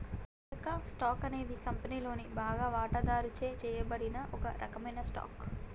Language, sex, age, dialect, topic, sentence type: Telugu, female, 18-24, Telangana, banking, statement